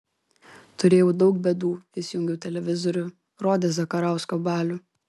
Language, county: Lithuanian, Vilnius